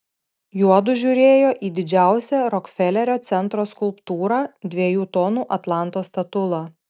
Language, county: Lithuanian, Panevėžys